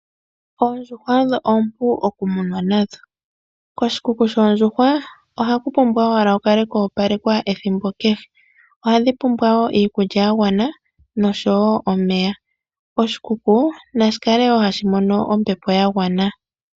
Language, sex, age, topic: Oshiwambo, male, 25-35, agriculture